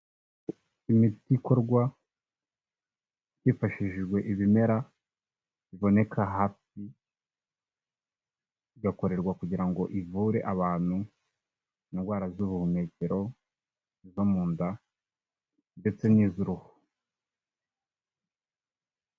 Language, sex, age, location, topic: Kinyarwanda, male, 25-35, Kigali, health